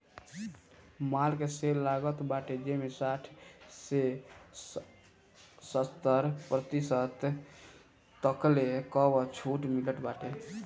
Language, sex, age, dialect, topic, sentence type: Bhojpuri, male, <18, Northern, banking, statement